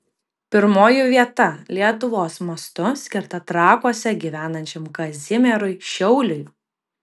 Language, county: Lithuanian, Kaunas